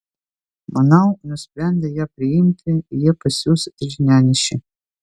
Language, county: Lithuanian, Vilnius